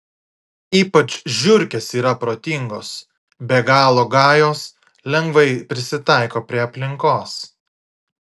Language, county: Lithuanian, Klaipėda